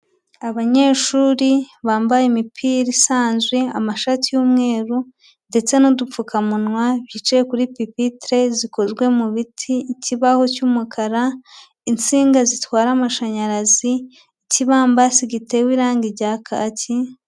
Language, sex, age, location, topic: Kinyarwanda, female, 25-35, Huye, education